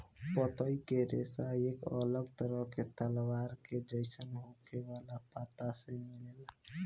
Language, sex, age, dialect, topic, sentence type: Bhojpuri, male, 18-24, Southern / Standard, agriculture, statement